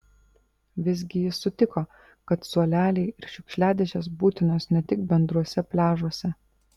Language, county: Lithuanian, Vilnius